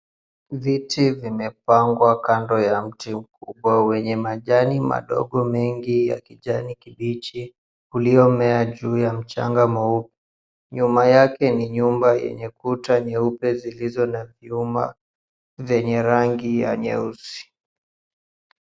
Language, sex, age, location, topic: Swahili, male, 18-24, Mombasa, agriculture